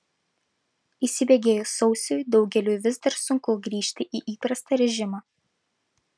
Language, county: Lithuanian, Vilnius